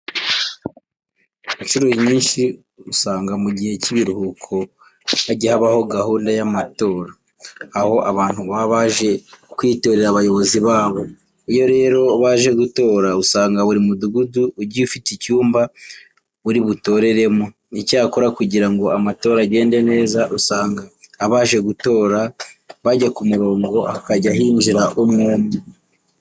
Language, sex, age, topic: Kinyarwanda, male, 18-24, education